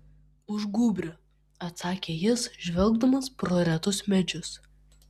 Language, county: Lithuanian, Vilnius